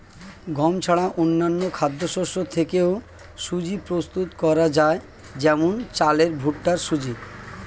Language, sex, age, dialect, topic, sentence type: Bengali, male, 36-40, Standard Colloquial, agriculture, statement